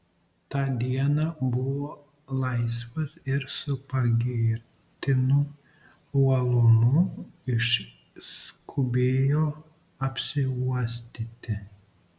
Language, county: Lithuanian, Marijampolė